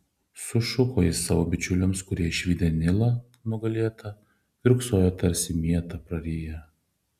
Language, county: Lithuanian, Šiauliai